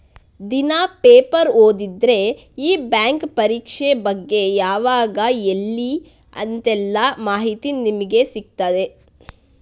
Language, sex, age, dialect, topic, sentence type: Kannada, female, 60-100, Coastal/Dakshin, banking, statement